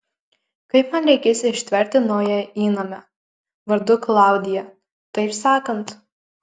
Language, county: Lithuanian, Marijampolė